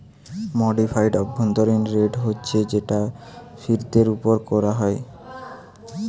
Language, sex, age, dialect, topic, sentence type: Bengali, male, <18, Western, banking, statement